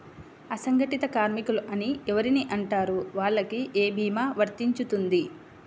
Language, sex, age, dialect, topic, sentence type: Telugu, female, 25-30, Central/Coastal, banking, question